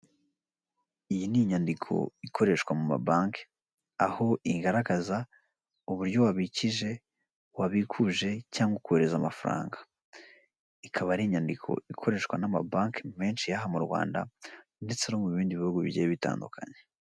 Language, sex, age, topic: Kinyarwanda, male, 18-24, finance